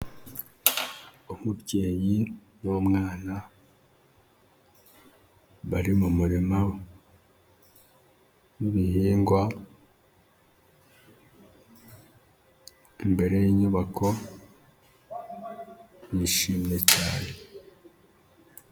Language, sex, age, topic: Kinyarwanda, male, 25-35, health